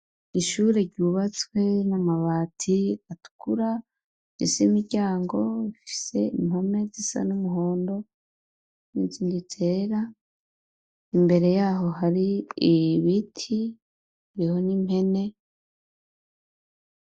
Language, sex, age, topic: Rundi, female, 36-49, education